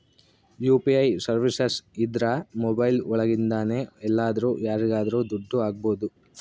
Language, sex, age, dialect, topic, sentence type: Kannada, male, 25-30, Central, banking, statement